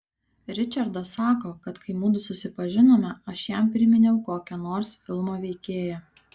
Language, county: Lithuanian, Kaunas